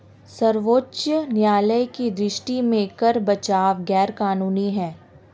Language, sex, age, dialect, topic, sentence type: Hindi, female, 18-24, Marwari Dhudhari, banking, statement